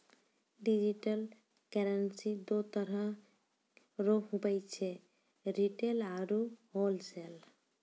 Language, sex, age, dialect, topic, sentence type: Maithili, female, 60-100, Angika, banking, statement